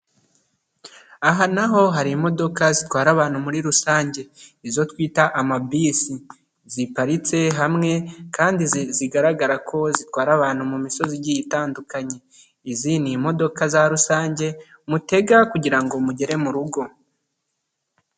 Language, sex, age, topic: Kinyarwanda, male, 25-35, government